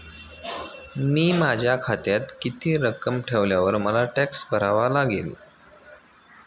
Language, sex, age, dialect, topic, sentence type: Marathi, male, 25-30, Standard Marathi, banking, question